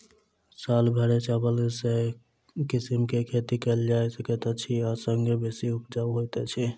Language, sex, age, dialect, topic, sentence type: Maithili, male, 18-24, Southern/Standard, agriculture, question